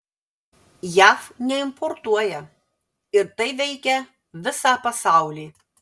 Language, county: Lithuanian, Vilnius